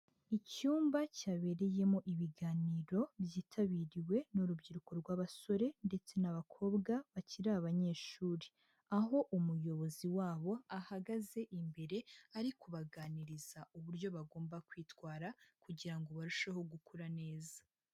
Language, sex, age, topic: Kinyarwanda, female, 25-35, education